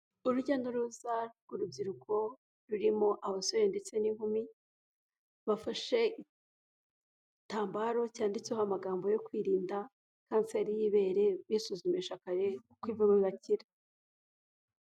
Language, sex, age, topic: Kinyarwanda, female, 18-24, health